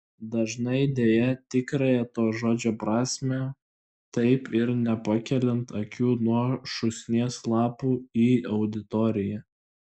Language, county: Lithuanian, Klaipėda